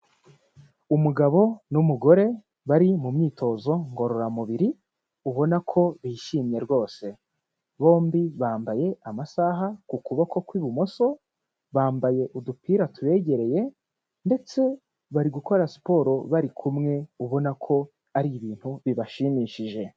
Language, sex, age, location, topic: Kinyarwanda, male, 18-24, Huye, health